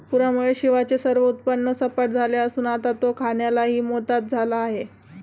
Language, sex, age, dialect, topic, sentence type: Marathi, female, 18-24, Standard Marathi, agriculture, statement